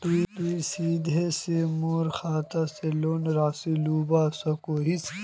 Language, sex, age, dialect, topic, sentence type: Magahi, male, 18-24, Northeastern/Surjapuri, banking, question